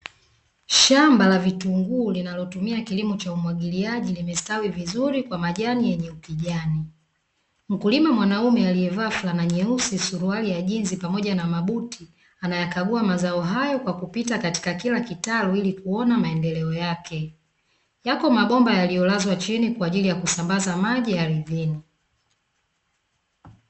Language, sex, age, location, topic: Swahili, female, 25-35, Dar es Salaam, agriculture